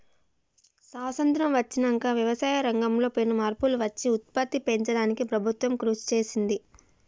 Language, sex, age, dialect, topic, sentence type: Telugu, female, 25-30, Telangana, agriculture, statement